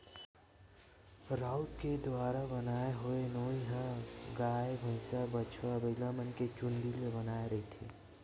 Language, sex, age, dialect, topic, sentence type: Chhattisgarhi, male, 18-24, Western/Budati/Khatahi, agriculture, statement